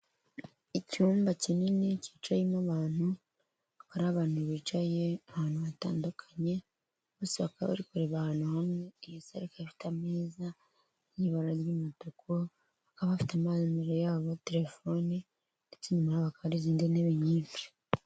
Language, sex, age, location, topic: Kinyarwanda, male, 36-49, Kigali, government